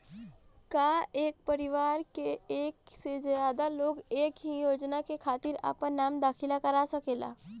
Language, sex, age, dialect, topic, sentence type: Bhojpuri, female, 18-24, Northern, banking, question